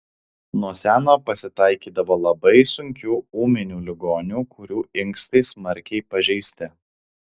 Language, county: Lithuanian, Alytus